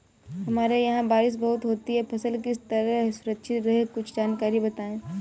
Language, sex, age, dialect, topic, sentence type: Hindi, female, 18-24, Marwari Dhudhari, agriculture, question